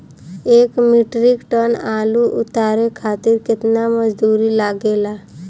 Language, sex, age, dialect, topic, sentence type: Bhojpuri, female, 25-30, Southern / Standard, agriculture, question